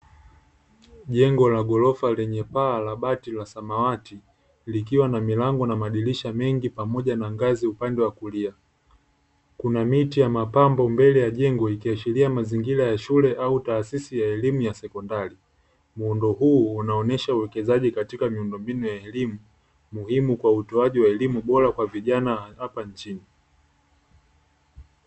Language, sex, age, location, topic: Swahili, male, 18-24, Dar es Salaam, education